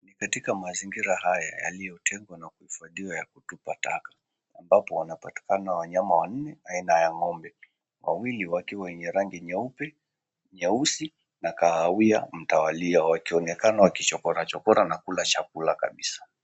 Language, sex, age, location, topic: Swahili, male, 25-35, Mombasa, agriculture